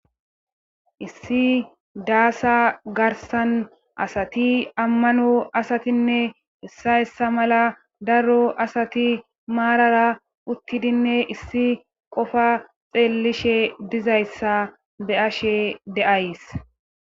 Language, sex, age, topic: Gamo, female, 25-35, government